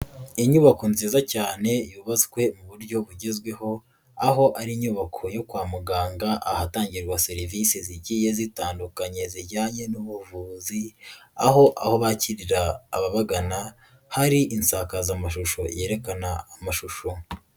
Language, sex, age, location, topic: Kinyarwanda, male, 18-24, Nyagatare, health